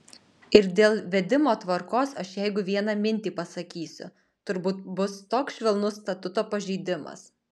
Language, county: Lithuanian, Alytus